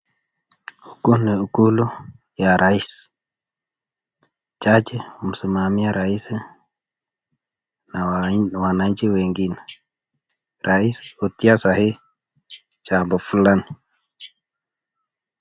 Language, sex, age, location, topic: Swahili, male, 25-35, Nakuru, government